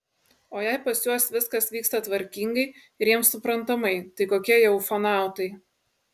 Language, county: Lithuanian, Kaunas